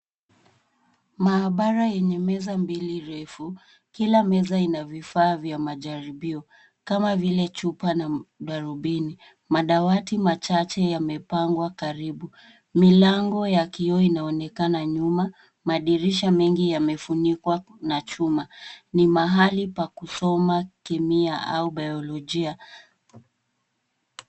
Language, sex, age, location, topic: Swahili, female, 18-24, Nairobi, education